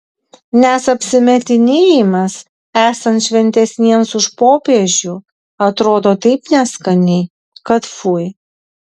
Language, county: Lithuanian, Vilnius